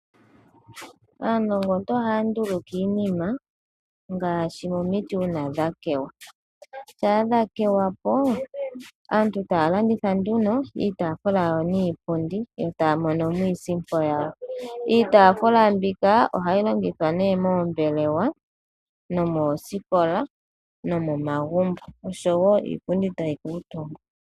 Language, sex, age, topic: Oshiwambo, female, 18-24, finance